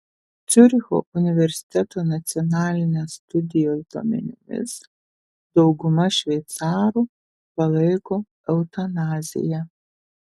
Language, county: Lithuanian, Telšiai